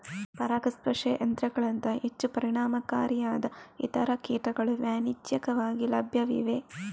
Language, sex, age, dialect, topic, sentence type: Kannada, female, 18-24, Coastal/Dakshin, agriculture, statement